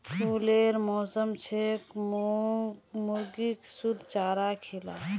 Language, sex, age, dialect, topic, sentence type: Magahi, female, 18-24, Northeastern/Surjapuri, agriculture, statement